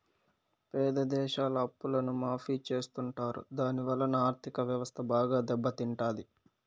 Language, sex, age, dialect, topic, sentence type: Telugu, male, 18-24, Southern, banking, statement